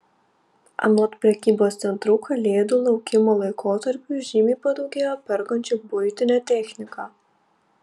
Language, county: Lithuanian, Panevėžys